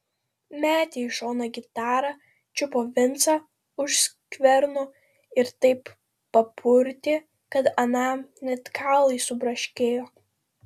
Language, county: Lithuanian, Vilnius